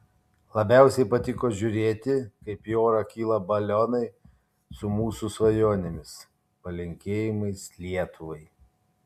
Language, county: Lithuanian, Kaunas